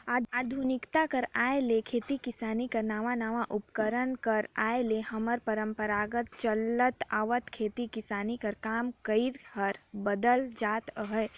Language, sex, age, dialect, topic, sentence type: Chhattisgarhi, female, 18-24, Northern/Bhandar, agriculture, statement